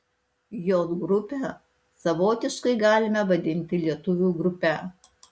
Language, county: Lithuanian, Alytus